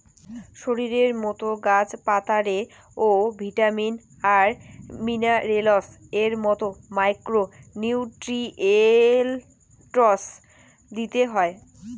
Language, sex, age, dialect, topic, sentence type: Bengali, female, 18-24, Rajbangshi, agriculture, statement